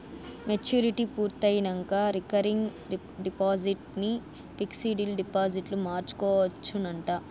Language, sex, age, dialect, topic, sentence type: Telugu, female, 18-24, Southern, banking, statement